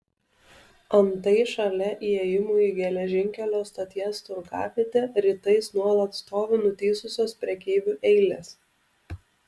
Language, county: Lithuanian, Alytus